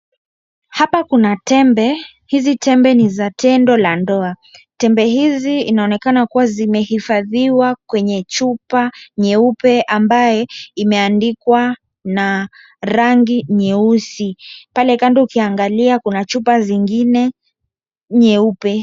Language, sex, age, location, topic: Swahili, male, 18-24, Wajir, health